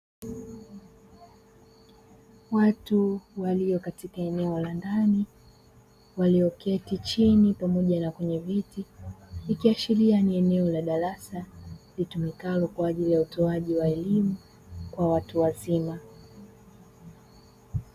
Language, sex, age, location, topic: Swahili, female, 25-35, Dar es Salaam, education